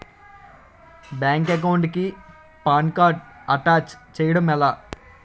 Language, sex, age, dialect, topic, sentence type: Telugu, male, 18-24, Utterandhra, banking, question